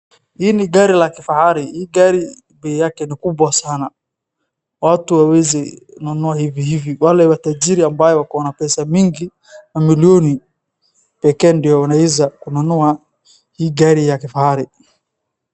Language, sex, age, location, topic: Swahili, male, 36-49, Wajir, finance